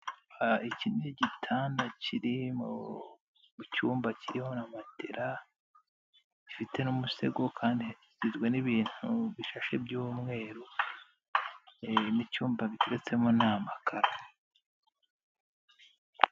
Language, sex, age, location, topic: Kinyarwanda, male, 25-35, Nyagatare, finance